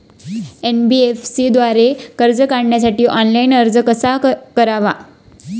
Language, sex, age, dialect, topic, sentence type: Marathi, female, 25-30, Standard Marathi, banking, question